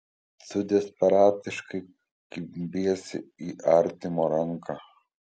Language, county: Lithuanian, Kaunas